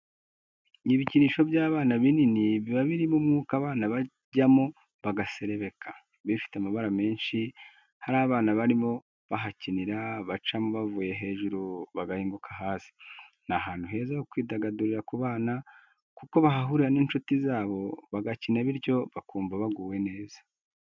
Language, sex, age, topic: Kinyarwanda, male, 25-35, education